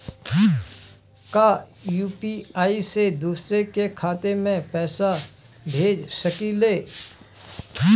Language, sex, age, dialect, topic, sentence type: Bhojpuri, male, 18-24, Northern, banking, question